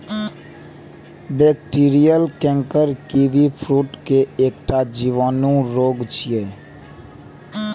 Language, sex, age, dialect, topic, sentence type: Maithili, male, 18-24, Eastern / Thethi, agriculture, statement